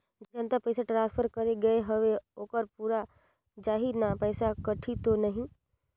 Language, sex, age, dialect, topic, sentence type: Chhattisgarhi, female, 25-30, Northern/Bhandar, banking, question